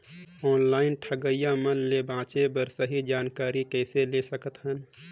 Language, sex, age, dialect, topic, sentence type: Chhattisgarhi, male, 25-30, Northern/Bhandar, agriculture, question